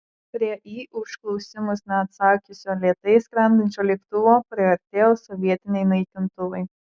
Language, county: Lithuanian, Marijampolė